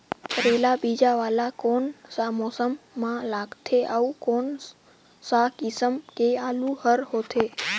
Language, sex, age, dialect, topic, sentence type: Chhattisgarhi, male, 18-24, Northern/Bhandar, agriculture, question